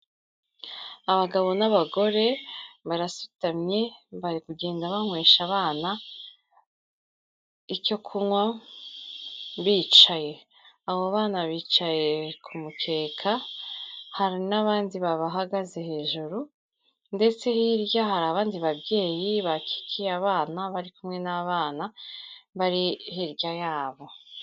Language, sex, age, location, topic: Kinyarwanda, female, 36-49, Kigali, health